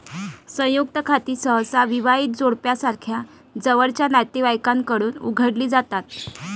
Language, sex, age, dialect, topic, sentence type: Marathi, female, 25-30, Varhadi, banking, statement